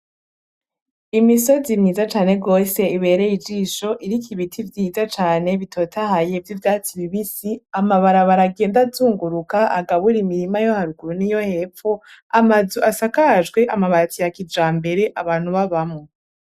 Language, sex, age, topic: Rundi, female, 18-24, agriculture